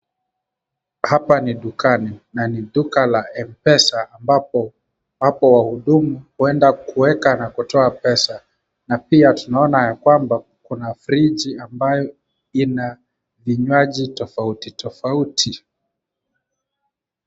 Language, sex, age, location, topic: Swahili, male, 25-35, Kisumu, finance